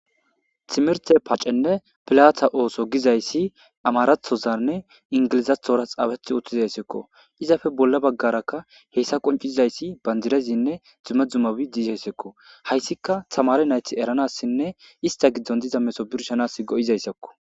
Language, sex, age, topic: Gamo, male, 25-35, government